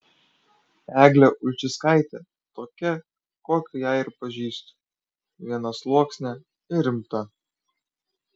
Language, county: Lithuanian, Kaunas